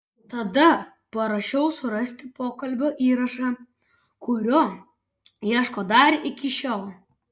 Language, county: Lithuanian, Vilnius